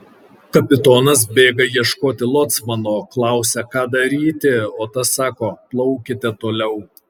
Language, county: Lithuanian, Kaunas